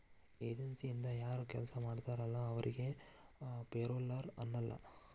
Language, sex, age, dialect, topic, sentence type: Kannada, male, 41-45, Dharwad Kannada, banking, statement